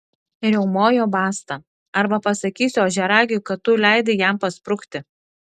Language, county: Lithuanian, Klaipėda